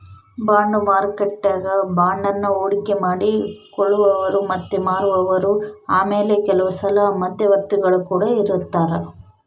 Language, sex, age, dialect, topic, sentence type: Kannada, female, 18-24, Central, banking, statement